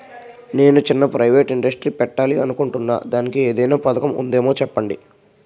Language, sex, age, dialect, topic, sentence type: Telugu, male, 51-55, Utterandhra, banking, question